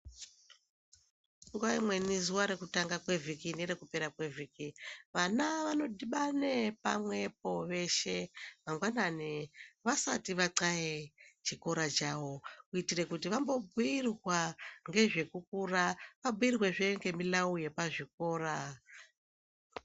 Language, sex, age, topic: Ndau, male, 18-24, education